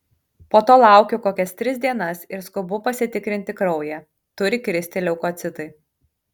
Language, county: Lithuanian, Kaunas